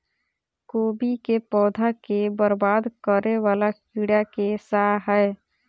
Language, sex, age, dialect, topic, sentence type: Maithili, female, 18-24, Southern/Standard, agriculture, question